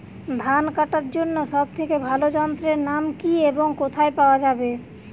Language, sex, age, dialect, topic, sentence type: Bengali, female, 25-30, Western, agriculture, question